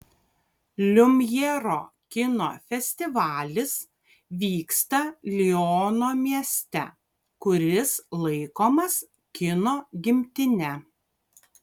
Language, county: Lithuanian, Kaunas